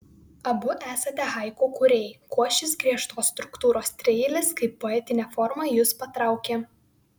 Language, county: Lithuanian, Vilnius